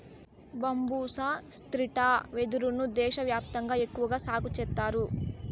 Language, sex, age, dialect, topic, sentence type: Telugu, female, 18-24, Southern, agriculture, statement